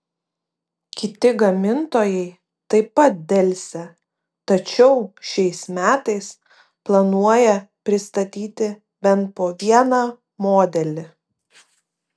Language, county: Lithuanian, Vilnius